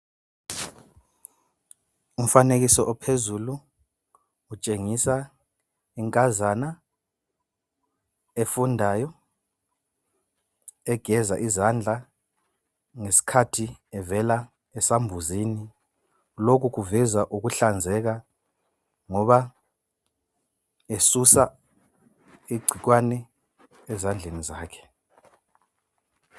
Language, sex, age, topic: North Ndebele, male, 25-35, health